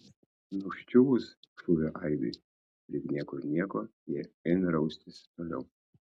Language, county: Lithuanian, Kaunas